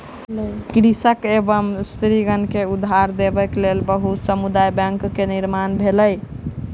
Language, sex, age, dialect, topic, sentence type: Maithili, male, 25-30, Southern/Standard, banking, statement